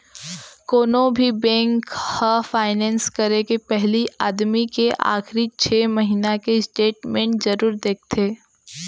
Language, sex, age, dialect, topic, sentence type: Chhattisgarhi, female, 18-24, Central, banking, statement